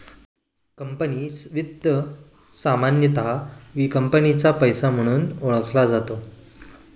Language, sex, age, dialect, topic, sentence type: Marathi, male, 25-30, Standard Marathi, banking, statement